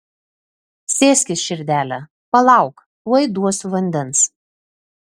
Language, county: Lithuanian, Telšiai